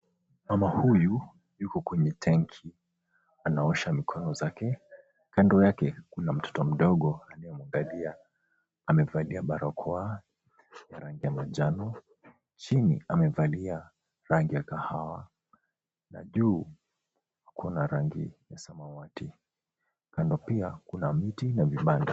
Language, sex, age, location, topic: Swahili, male, 25-35, Mombasa, health